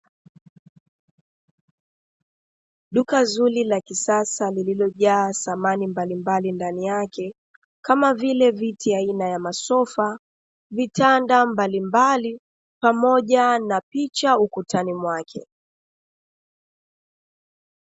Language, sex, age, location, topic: Swahili, female, 25-35, Dar es Salaam, finance